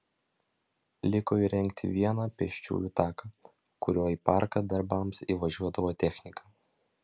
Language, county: Lithuanian, Vilnius